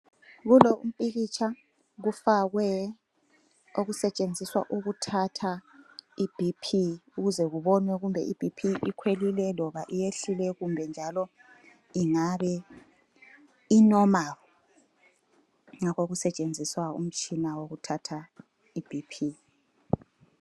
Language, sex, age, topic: North Ndebele, male, 36-49, health